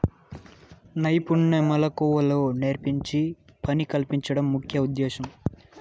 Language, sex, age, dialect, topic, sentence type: Telugu, male, 18-24, Southern, banking, statement